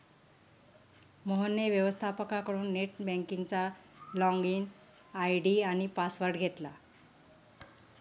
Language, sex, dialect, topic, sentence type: Marathi, male, Standard Marathi, banking, statement